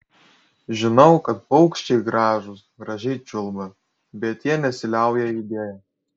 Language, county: Lithuanian, Kaunas